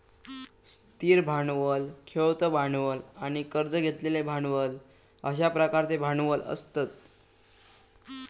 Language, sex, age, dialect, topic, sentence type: Marathi, male, 18-24, Southern Konkan, banking, statement